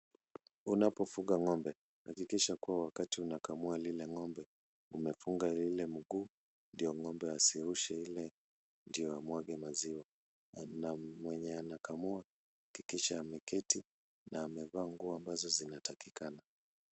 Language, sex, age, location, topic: Swahili, male, 36-49, Kisumu, agriculture